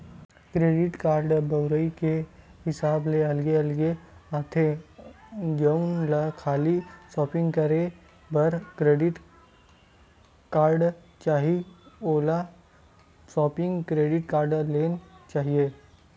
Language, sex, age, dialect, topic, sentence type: Chhattisgarhi, male, 18-24, Western/Budati/Khatahi, banking, statement